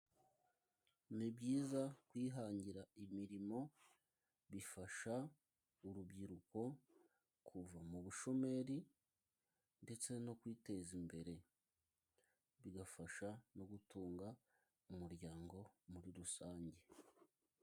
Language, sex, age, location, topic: Kinyarwanda, male, 25-35, Musanze, agriculture